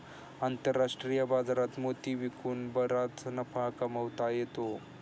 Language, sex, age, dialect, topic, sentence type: Marathi, male, 25-30, Standard Marathi, agriculture, statement